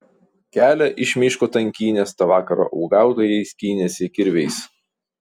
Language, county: Lithuanian, Vilnius